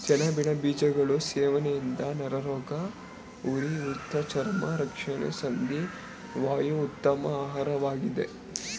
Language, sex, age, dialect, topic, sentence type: Kannada, male, 18-24, Mysore Kannada, agriculture, statement